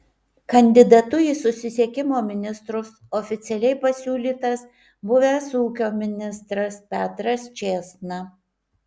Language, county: Lithuanian, Kaunas